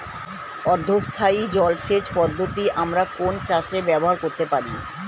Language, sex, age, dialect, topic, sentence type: Bengali, female, 36-40, Standard Colloquial, agriculture, question